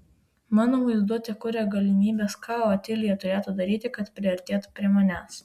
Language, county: Lithuanian, Vilnius